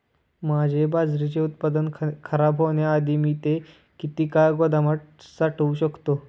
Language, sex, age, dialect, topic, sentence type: Marathi, male, 18-24, Standard Marathi, agriculture, question